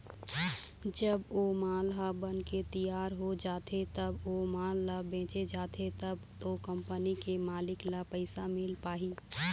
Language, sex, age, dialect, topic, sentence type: Chhattisgarhi, female, 36-40, Eastern, banking, statement